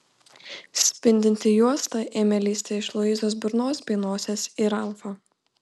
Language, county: Lithuanian, Panevėžys